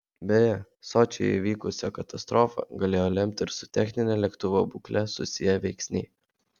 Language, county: Lithuanian, Vilnius